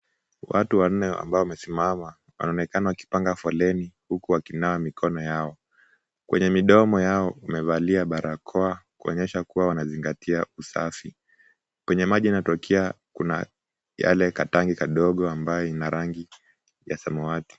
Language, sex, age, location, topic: Swahili, male, 18-24, Kisumu, health